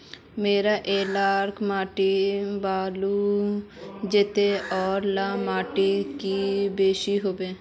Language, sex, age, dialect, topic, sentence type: Magahi, female, 41-45, Northeastern/Surjapuri, agriculture, question